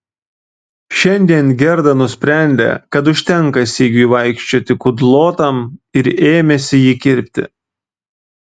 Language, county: Lithuanian, Vilnius